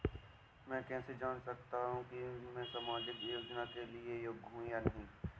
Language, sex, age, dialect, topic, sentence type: Hindi, male, 18-24, Awadhi Bundeli, banking, question